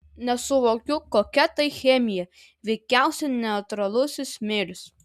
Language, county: Lithuanian, Vilnius